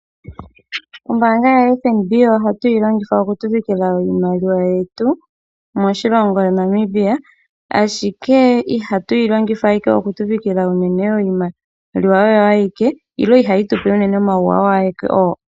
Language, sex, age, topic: Oshiwambo, female, 25-35, finance